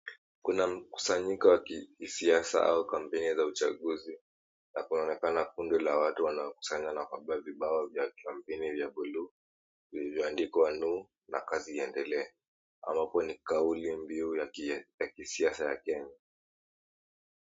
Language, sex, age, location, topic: Swahili, male, 18-24, Mombasa, government